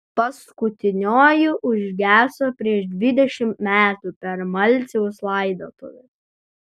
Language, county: Lithuanian, Utena